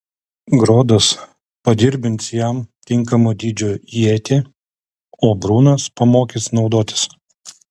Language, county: Lithuanian, Kaunas